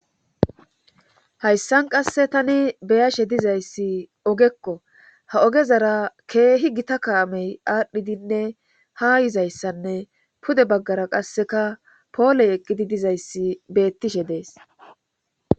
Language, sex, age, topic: Gamo, male, 18-24, government